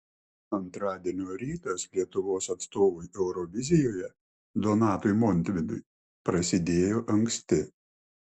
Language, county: Lithuanian, Klaipėda